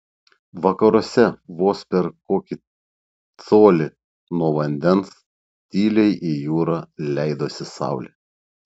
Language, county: Lithuanian, Šiauliai